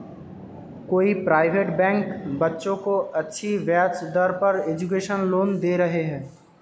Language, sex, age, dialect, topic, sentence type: Hindi, male, 18-24, Hindustani Malvi Khadi Boli, banking, statement